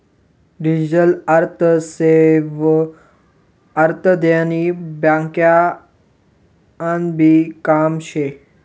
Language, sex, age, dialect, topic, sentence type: Marathi, male, 18-24, Northern Konkan, banking, statement